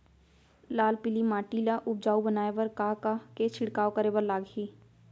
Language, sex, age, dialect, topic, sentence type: Chhattisgarhi, female, 25-30, Central, agriculture, question